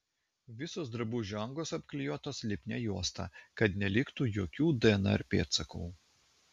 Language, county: Lithuanian, Klaipėda